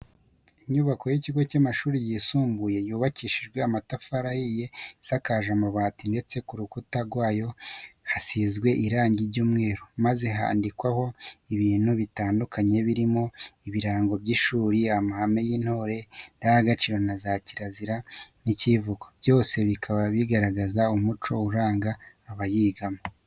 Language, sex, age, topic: Kinyarwanda, male, 25-35, education